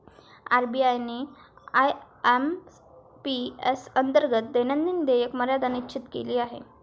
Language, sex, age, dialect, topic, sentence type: Marathi, female, 18-24, Varhadi, banking, statement